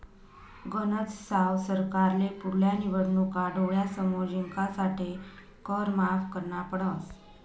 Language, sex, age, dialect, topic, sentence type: Marathi, female, 18-24, Northern Konkan, banking, statement